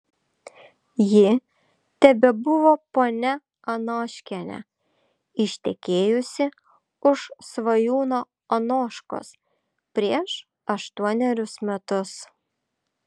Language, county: Lithuanian, Šiauliai